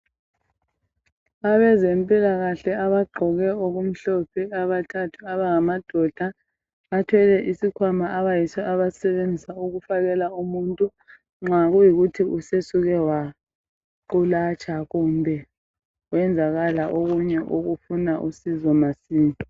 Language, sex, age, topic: North Ndebele, male, 25-35, health